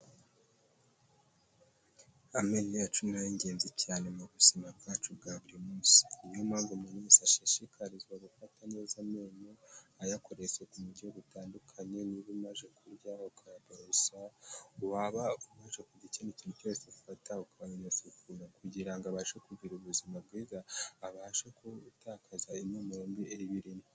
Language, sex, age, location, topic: Kinyarwanda, male, 18-24, Kigali, health